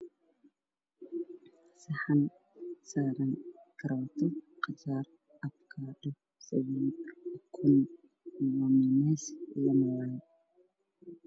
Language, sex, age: Somali, male, 18-24